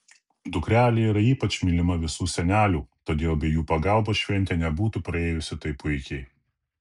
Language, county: Lithuanian, Kaunas